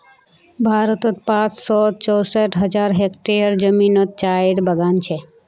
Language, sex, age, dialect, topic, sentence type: Magahi, female, 18-24, Northeastern/Surjapuri, agriculture, statement